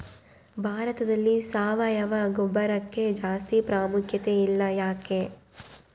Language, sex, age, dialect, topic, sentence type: Kannada, female, 18-24, Central, agriculture, question